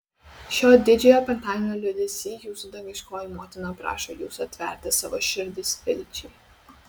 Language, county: Lithuanian, Kaunas